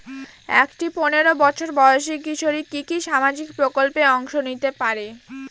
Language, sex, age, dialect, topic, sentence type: Bengali, female, 18-24, Northern/Varendri, banking, question